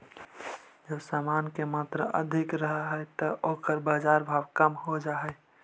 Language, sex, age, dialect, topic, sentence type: Magahi, male, 25-30, Central/Standard, banking, statement